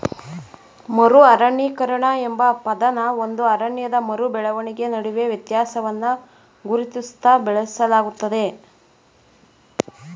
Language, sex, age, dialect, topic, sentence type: Kannada, female, 41-45, Mysore Kannada, agriculture, statement